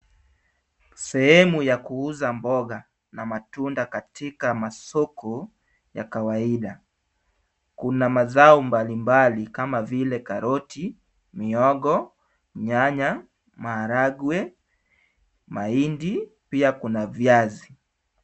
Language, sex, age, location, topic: Swahili, male, 25-35, Kisumu, finance